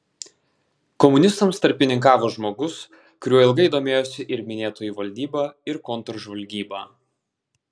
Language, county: Lithuanian, Vilnius